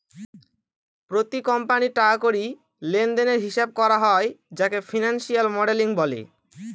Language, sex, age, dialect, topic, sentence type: Bengali, male, <18, Northern/Varendri, banking, statement